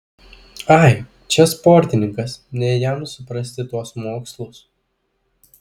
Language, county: Lithuanian, Klaipėda